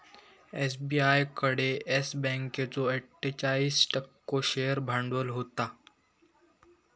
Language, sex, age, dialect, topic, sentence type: Marathi, male, 18-24, Southern Konkan, banking, statement